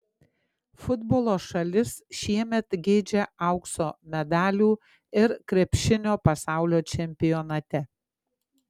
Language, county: Lithuanian, Klaipėda